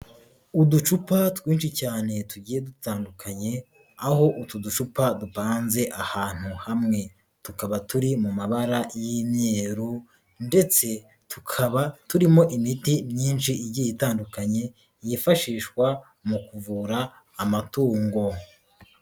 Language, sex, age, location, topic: Kinyarwanda, female, 18-24, Nyagatare, agriculture